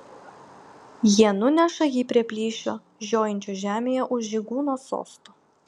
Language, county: Lithuanian, Vilnius